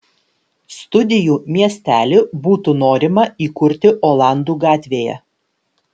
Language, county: Lithuanian, Vilnius